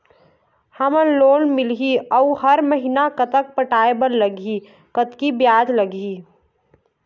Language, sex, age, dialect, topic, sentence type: Chhattisgarhi, female, 41-45, Eastern, banking, question